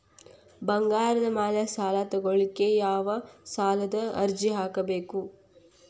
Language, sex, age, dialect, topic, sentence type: Kannada, female, 18-24, Dharwad Kannada, banking, question